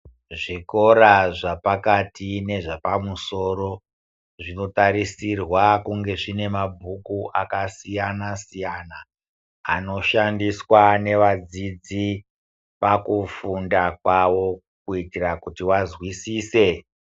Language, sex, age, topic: Ndau, female, 50+, education